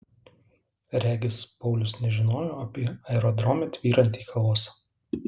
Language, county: Lithuanian, Alytus